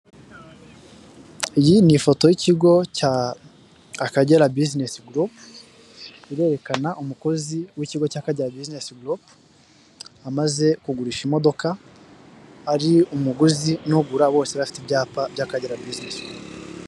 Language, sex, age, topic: Kinyarwanda, male, 18-24, finance